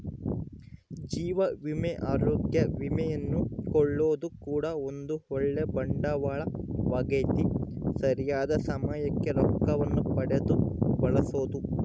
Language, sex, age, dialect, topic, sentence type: Kannada, male, 25-30, Central, banking, statement